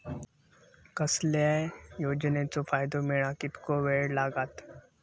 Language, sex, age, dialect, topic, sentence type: Marathi, male, 18-24, Southern Konkan, banking, question